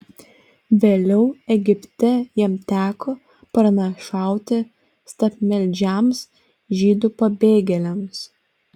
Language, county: Lithuanian, Panevėžys